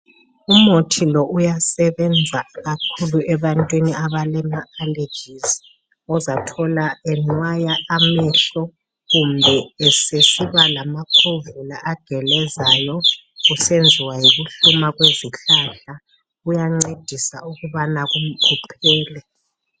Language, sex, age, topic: North Ndebele, male, 50+, health